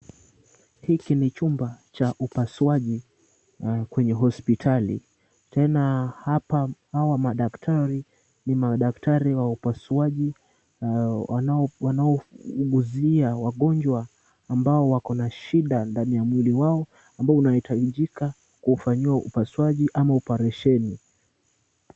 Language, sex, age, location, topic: Swahili, male, 18-24, Kisumu, health